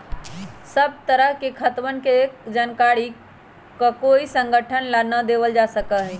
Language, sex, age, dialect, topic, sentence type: Magahi, female, 31-35, Western, banking, statement